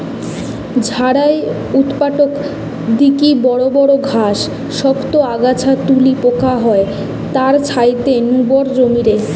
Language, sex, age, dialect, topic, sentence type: Bengali, female, 18-24, Western, agriculture, statement